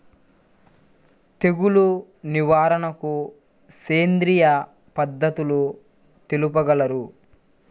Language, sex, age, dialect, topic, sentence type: Telugu, male, 41-45, Central/Coastal, agriculture, question